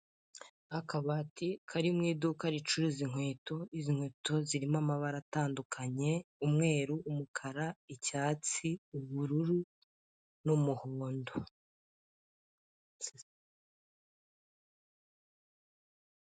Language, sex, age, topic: Kinyarwanda, female, 25-35, finance